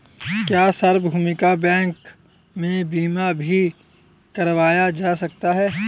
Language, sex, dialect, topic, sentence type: Hindi, male, Marwari Dhudhari, banking, statement